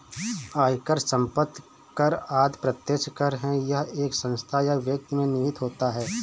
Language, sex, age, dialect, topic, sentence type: Hindi, male, 31-35, Awadhi Bundeli, banking, statement